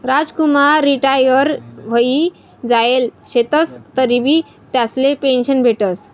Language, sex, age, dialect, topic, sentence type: Marathi, female, 18-24, Northern Konkan, banking, statement